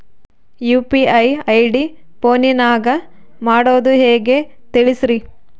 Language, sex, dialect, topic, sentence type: Kannada, female, Central, banking, question